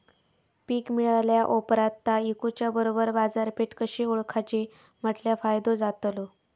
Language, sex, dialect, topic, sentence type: Marathi, female, Southern Konkan, agriculture, question